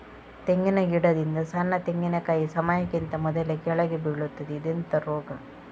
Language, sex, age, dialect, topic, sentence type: Kannada, female, 31-35, Coastal/Dakshin, agriculture, question